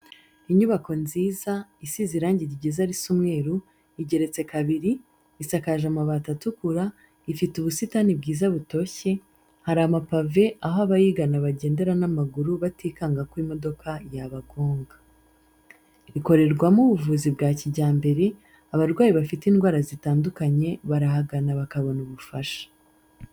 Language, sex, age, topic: Kinyarwanda, female, 25-35, education